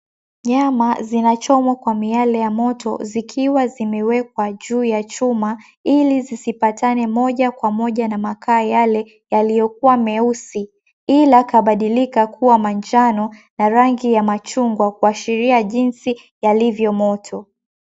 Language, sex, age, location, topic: Swahili, female, 18-24, Mombasa, agriculture